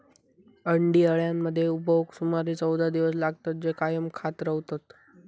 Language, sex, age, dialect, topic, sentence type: Marathi, male, 18-24, Southern Konkan, agriculture, statement